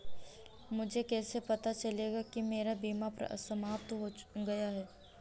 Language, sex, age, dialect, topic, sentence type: Hindi, female, 31-35, Awadhi Bundeli, banking, question